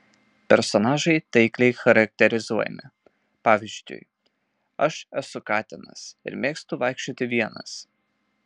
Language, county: Lithuanian, Marijampolė